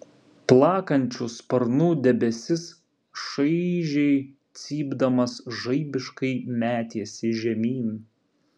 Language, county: Lithuanian, Vilnius